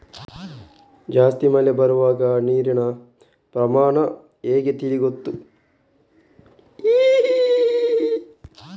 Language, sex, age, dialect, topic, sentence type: Kannada, male, 51-55, Coastal/Dakshin, agriculture, question